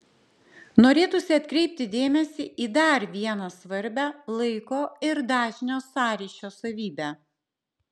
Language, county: Lithuanian, Klaipėda